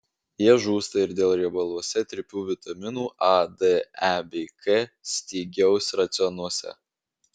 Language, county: Lithuanian, Vilnius